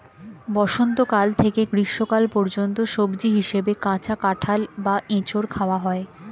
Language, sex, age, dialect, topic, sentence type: Bengali, female, 25-30, Standard Colloquial, agriculture, statement